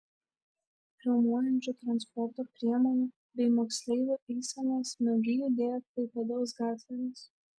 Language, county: Lithuanian, Šiauliai